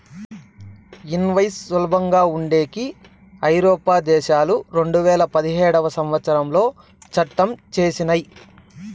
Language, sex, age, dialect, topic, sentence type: Telugu, male, 31-35, Southern, banking, statement